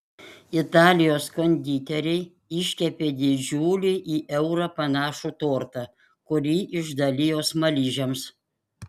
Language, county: Lithuanian, Panevėžys